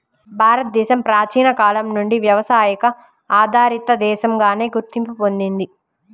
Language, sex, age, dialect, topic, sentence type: Telugu, female, 31-35, Central/Coastal, agriculture, statement